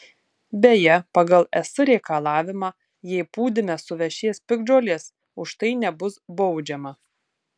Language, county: Lithuanian, Tauragė